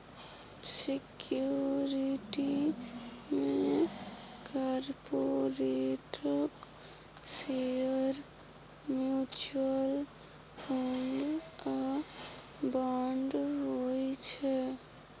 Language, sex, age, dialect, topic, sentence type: Maithili, female, 60-100, Bajjika, banking, statement